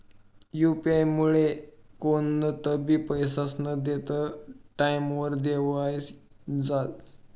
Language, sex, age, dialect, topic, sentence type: Marathi, male, 31-35, Northern Konkan, banking, statement